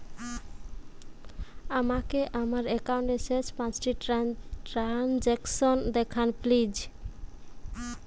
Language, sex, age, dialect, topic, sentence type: Bengali, female, 18-24, Jharkhandi, banking, statement